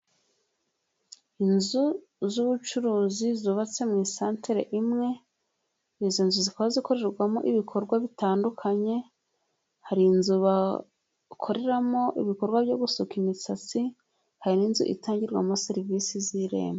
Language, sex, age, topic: Kinyarwanda, female, 25-35, finance